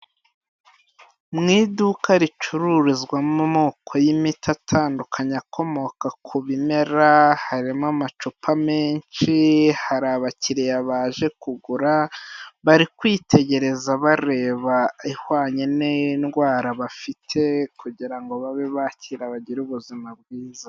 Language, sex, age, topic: Kinyarwanda, male, 25-35, health